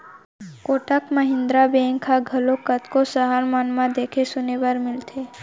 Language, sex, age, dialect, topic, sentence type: Chhattisgarhi, female, 18-24, Central, banking, statement